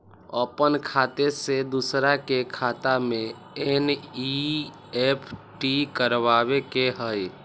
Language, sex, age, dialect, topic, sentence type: Magahi, male, 18-24, Western, banking, question